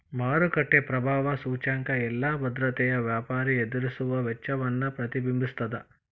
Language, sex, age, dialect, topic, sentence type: Kannada, male, 41-45, Dharwad Kannada, banking, statement